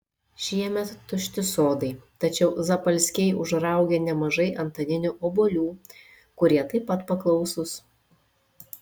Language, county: Lithuanian, Šiauliai